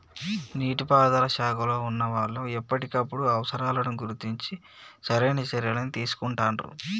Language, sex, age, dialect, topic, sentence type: Telugu, male, 18-24, Telangana, agriculture, statement